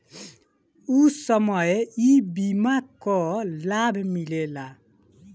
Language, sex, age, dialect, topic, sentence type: Bhojpuri, male, 18-24, Northern, banking, statement